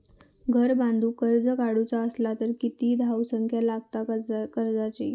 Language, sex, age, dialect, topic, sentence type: Marathi, female, 31-35, Southern Konkan, banking, question